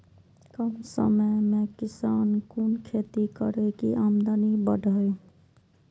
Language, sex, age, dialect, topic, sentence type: Maithili, female, 25-30, Eastern / Thethi, agriculture, question